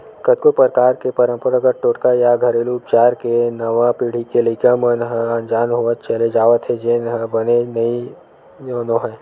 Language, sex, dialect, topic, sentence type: Chhattisgarhi, male, Western/Budati/Khatahi, agriculture, statement